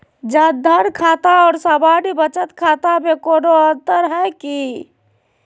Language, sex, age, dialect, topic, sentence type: Magahi, female, 25-30, Southern, banking, question